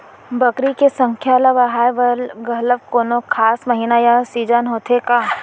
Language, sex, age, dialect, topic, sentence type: Chhattisgarhi, female, 18-24, Central, agriculture, question